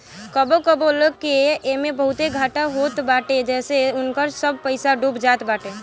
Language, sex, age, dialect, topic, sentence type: Bhojpuri, female, 18-24, Northern, banking, statement